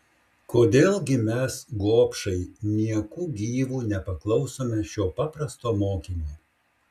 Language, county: Lithuanian, Šiauliai